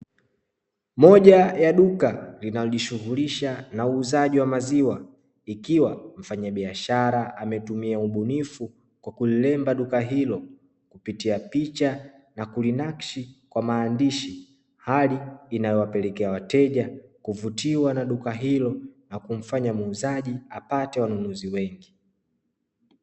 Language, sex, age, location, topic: Swahili, male, 25-35, Dar es Salaam, finance